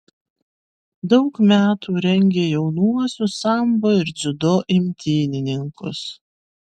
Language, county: Lithuanian, Vilnius